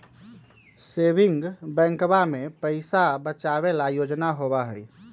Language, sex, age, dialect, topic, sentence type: Magahi, male, 18-24, Western, banking, statement